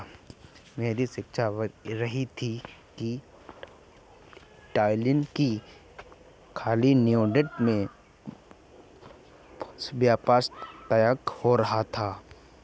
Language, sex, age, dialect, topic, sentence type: Hindi, male, 25-30, Awadhi Bundeli, agriculture, statement